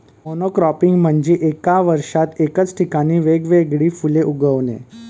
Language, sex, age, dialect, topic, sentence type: Marathi, male, 31-35, Varhadi, agriculture, statement